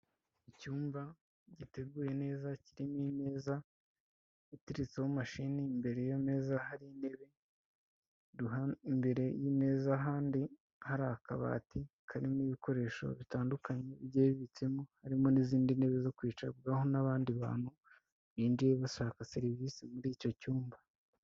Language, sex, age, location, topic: Kinyarwanda, male, 25-35, Kigali, health